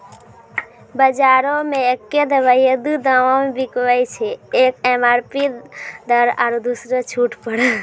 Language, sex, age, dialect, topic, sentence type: Maithili, female, 18-24, Angika, banking, statement